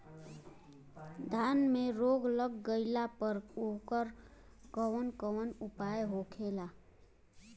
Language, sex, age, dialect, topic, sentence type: Bhojpuri, female, 25-30, Western, agriculture, question